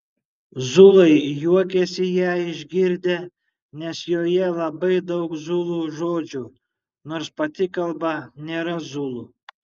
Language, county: Lithuanian, Šiauliai